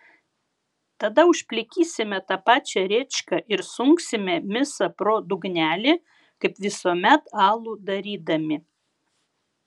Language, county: Lithuanian, Vilnius